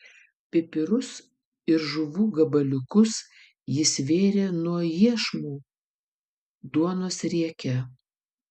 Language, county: Lithuanian, Vilnius